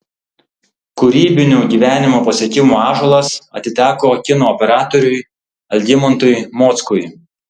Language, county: Lithuanian, Tauragė